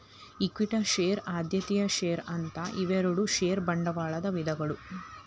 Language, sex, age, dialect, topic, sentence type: Kannada, female, 31-35, Dharwad Kannada, banking, statement